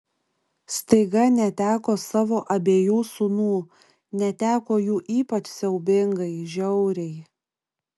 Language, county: Lithuanian, Šiauliai